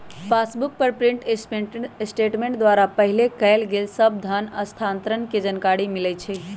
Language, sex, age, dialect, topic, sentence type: Magahi, male, 18-24, Western, banking, statement